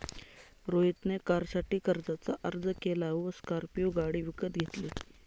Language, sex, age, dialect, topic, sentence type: Marathi, male, 25-30, Northern Konkan, banking, statement